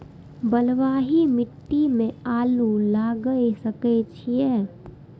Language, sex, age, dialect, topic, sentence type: Maithili, female, 56-60, Eastern / Thethi, agriculture, question